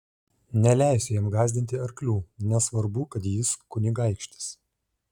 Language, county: Lithuanian, Šiauliai